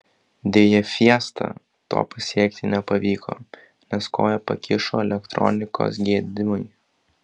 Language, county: Lithuanian, Kaunas